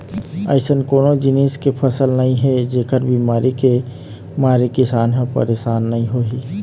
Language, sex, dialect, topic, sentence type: Chhattisgarhi, male, Eastern, agriculture, statement